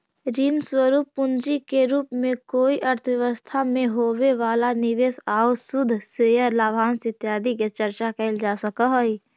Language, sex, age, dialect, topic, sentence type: Magahi, female, 18-24, Central/Standard, agriculture, statement